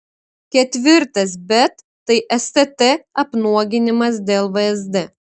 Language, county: Lithuanian, Kaunas